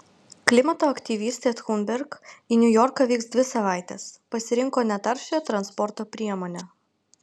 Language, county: Lithuanian, Vilnius